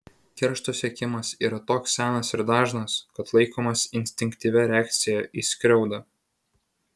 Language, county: Lithuanian, Vilnius